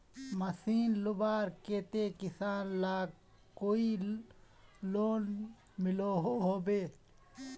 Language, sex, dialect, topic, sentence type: Magahi, male, Northeastern/Surjapuri, agriculture, question